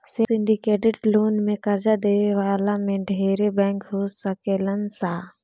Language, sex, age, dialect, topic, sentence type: Bhojpuri, female, 25-30, Southern / Standard, banking, statement